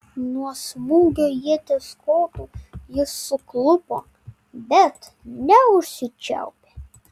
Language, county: Lithuanian, Vilnius